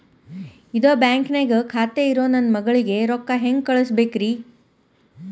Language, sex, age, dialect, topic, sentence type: Kannada, female, 36-40, Dharwad Kannada, banking, question